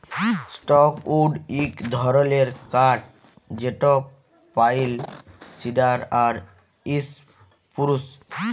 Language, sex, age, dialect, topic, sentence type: Bengali, male, 18-24, Jharkhandi, agriculture, statement